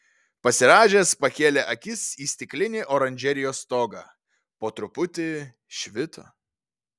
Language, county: Lithuanian, Vilnius